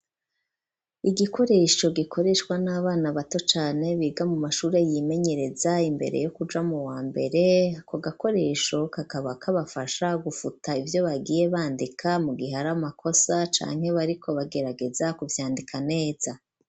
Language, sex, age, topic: Rundi, female, 36-49, education